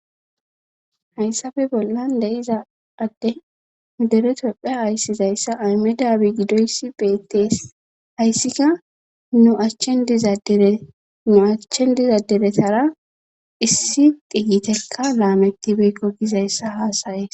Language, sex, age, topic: Gamo, female, 25-35, government